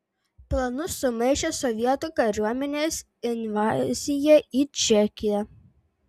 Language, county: Lithuanian, Vilnius